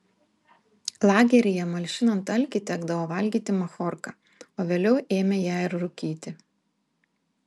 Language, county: Lithuanian, Vilnius